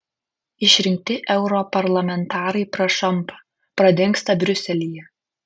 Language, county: Lithuanian, Kaunas